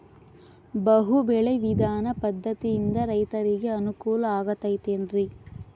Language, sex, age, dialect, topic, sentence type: Kannada, female, 18-24, Central, agriculture, question